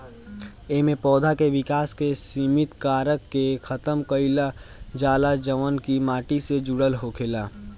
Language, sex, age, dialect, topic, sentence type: Bhojpuri, male, <18, Northern, agriculture, statement